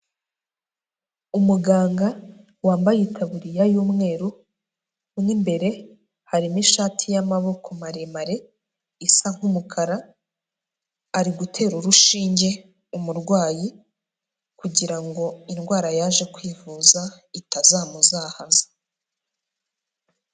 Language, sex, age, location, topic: Kinyarwanda, female, 25-35, Huye, health